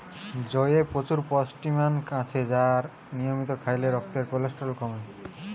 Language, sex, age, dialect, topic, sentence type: Bengali, male, 60-100, Western, agriculture, statement